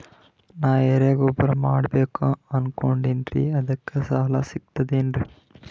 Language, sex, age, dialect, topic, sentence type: Kannada, male, 18-24, Northeastern, banking, question